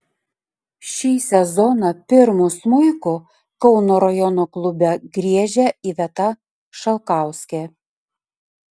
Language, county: Lithuanian, Panevėžys